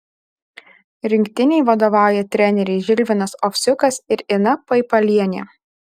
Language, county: Lithuanian, Alytus